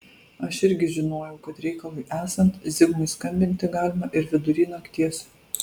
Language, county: Lithuanian, Alytus